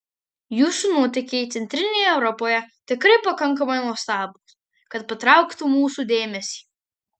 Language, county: Lithuanian, Marijampolė